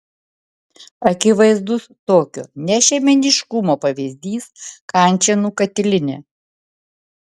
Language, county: Lithuanian, Vilnius